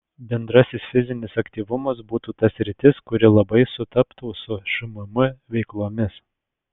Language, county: Lithuanian, Alytus